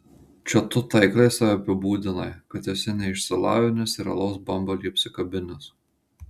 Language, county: Lithuanian, Marijampolė